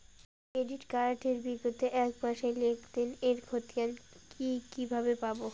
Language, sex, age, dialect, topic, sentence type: Bengali, female, 18-24, Rajbangshi, banking, question